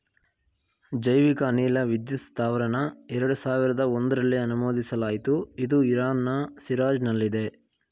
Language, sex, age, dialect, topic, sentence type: Kannada, male, 18-24, Mysore Kannada, agriculture, statement